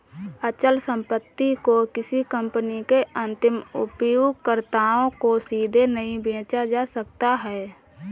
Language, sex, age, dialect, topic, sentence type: Hindi, female, 18-24, Awadhi Bundeli, banking, statement